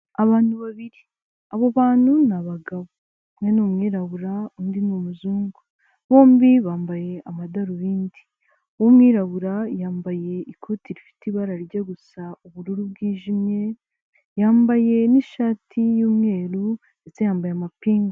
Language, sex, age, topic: Kinyarwanda, female, 18-24, government